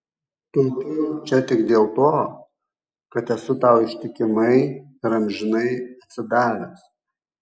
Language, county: Lithuanian, Kaunas